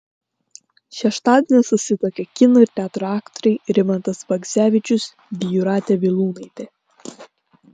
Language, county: Lithuanian, Klaipėda